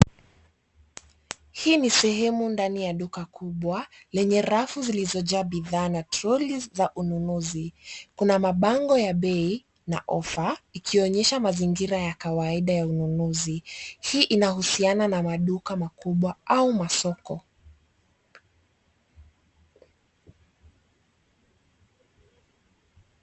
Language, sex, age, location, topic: Swahili, female, 25-35, Nairobi, finance